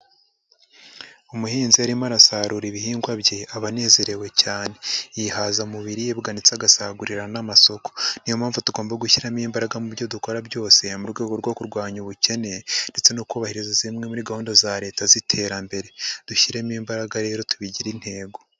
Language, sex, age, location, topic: Kinyarwanda, male, 25-35, Huye, agriculture